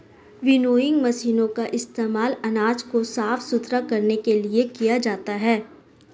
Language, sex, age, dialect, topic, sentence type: Hindi, female, 18-24, Marwari Dhudhari, agriculture, statement